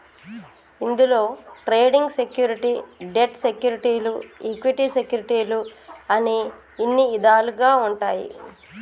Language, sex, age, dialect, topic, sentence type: Telugu, female, 36-40, Telangana, banking, statement